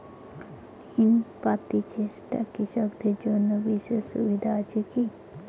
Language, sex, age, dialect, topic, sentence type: Bengali, female, 18-24, Rajbangshi, agriculture, statement